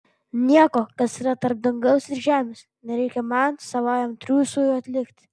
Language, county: Lithuanian, Vilnius